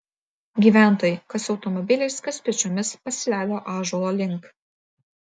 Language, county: Lithuanian, Vilnius